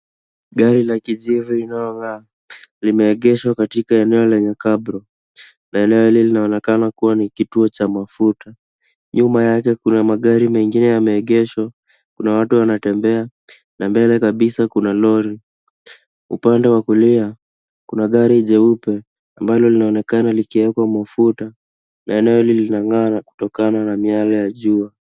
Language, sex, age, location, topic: Swahili, male, 18-24, Nairobi, finance